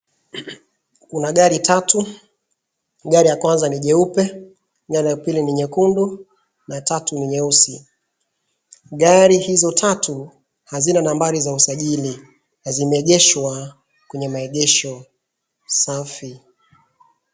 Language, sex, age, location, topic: Swahili, male, 25-35, Wajir, finance